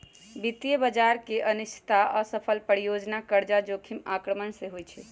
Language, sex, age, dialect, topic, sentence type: Magahi, female, 18-24, Western, agriculture, statement